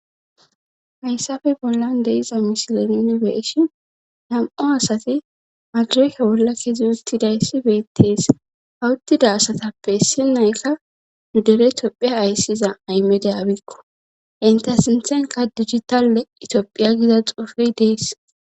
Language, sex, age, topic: Gamo, female, 25-35, government